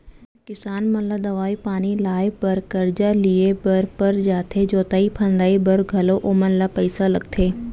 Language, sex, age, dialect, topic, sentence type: Chhattisgarhi, female, 25-30, Central, banking, statement